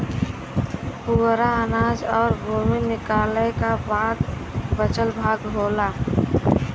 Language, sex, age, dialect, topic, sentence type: Bhojpuri, female, 25-30, Western, agriculture, statement